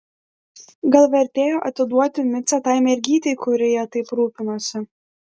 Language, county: Lithuanian, Klaipėda